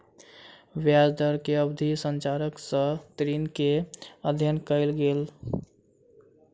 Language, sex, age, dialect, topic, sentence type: Maithili, male, 18-24, Southern/Standard, banking, statement